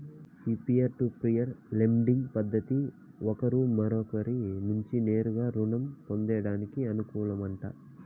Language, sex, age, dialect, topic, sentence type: Telugu, male, 25-30, Southern, banking, statement